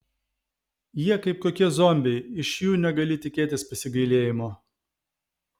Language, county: Lithuanian, Vilnius